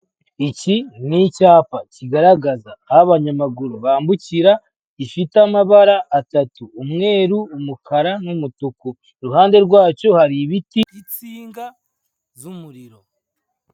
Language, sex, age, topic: Kinyarwanda, male, 25-35, government